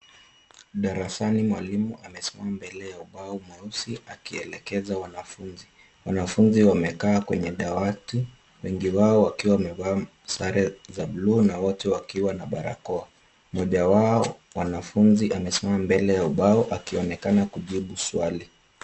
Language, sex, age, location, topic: Swahili, male, 25-35, Kisumu, health